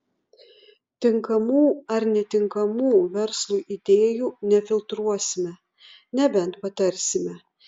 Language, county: Lithuanian, Utena